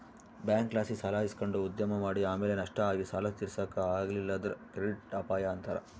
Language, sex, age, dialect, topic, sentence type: Kannada, male, 60-100, Central, banking, statement